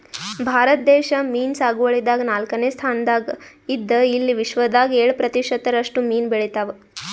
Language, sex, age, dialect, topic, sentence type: Kannada, female, 25-30, Northeastern, agriculture, statement